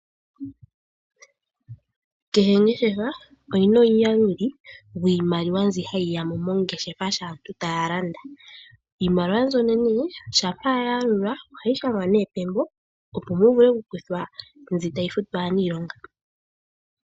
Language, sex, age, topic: Oshiwambo, female, 18-24, finance